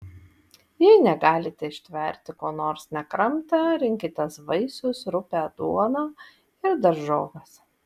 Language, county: Lithuanian, Vilnius